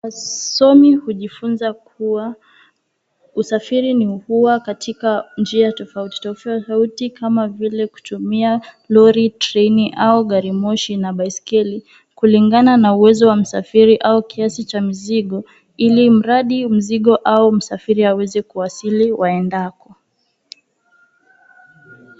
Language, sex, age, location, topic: Swahili, female, 18-24, Kisumu, education